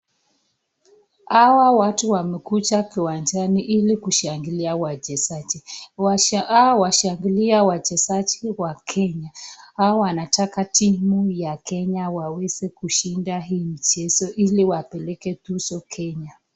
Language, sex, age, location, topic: Swahili, male, 25-35, Nakuru, government